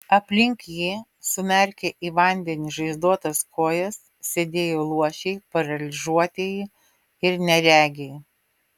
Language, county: Lithuanian, Vilnius